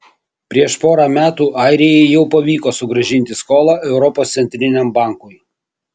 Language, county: Lithuanian, Kaunas